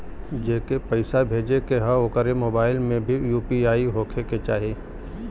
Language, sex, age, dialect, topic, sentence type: Bhojpuri, male, 31-35, Western, banking, question